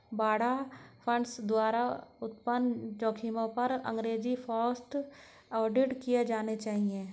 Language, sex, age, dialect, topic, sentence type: Hindi, female, 56-60, Hindustani Malvi Khadi Boli, banking, statement